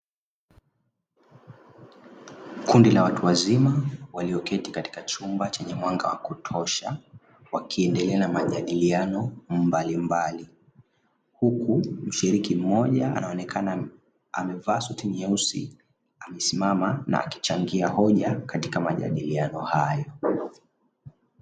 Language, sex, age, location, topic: Swahili, male, 25-35, Dar es Salaam, education